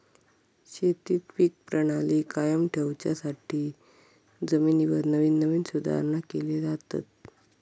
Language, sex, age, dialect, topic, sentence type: Marathi, female, 25-30, Southern Konkan, agriculture, statement